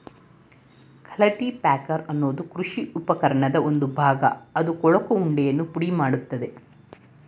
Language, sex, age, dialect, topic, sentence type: Kannada, female, 46-50, Mysore Kannada, agriculture, statement